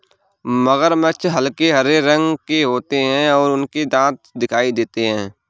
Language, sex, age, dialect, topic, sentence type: Hindi, male, 18-24, Awadhi Bundeli, agriculture, statement